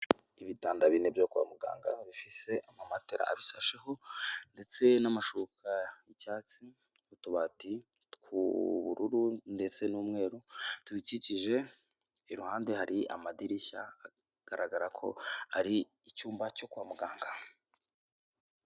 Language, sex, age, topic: Kinyarwanda, male, 18-24, health